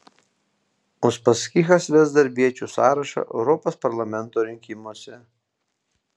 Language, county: Lithuanian, Panevėžys